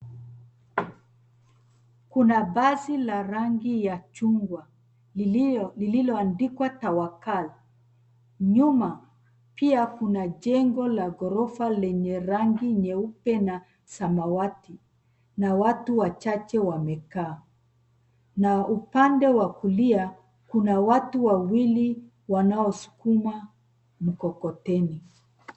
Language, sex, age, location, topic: Swahili, female, 36-49, Nairobi, government